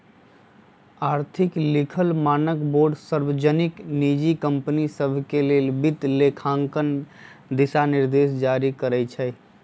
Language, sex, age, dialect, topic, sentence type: Magahi, female, 51-55, Western, banking, statement